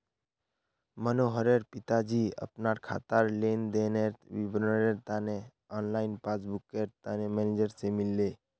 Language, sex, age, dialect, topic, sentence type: Magahi, male, 25-30, Northeastern/Surjapuri, banking, statement